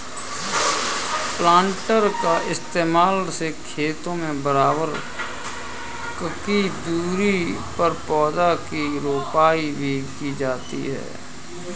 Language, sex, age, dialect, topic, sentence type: Hindi, male, 25-30, Kanauji Braj Bhasha, agriculture, statement